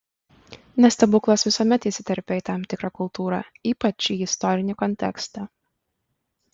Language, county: Lithuanian, Kaunas